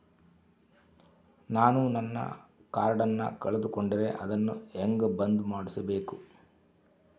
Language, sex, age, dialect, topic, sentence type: Kannada, male, 51-55, Central, banking, question